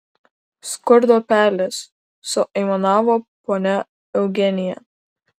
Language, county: Lithuanian, Kaunas